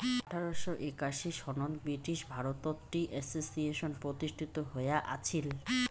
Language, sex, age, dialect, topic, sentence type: Bengali, female, 18-24, Rajbangshi, agriculture, statement